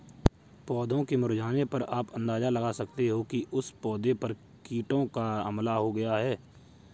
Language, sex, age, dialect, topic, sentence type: Hindi, male, 56-60, Kanauji Braj Bhasha, agriculture, statement